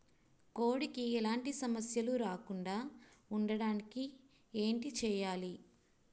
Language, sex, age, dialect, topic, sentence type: Telugu, female, 25-30, Utterandhra, agriculture, question